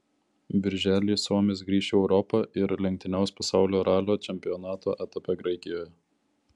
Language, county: Lithuanian, Klaipėda